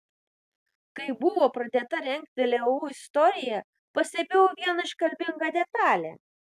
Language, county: Lithuanian, Vilnius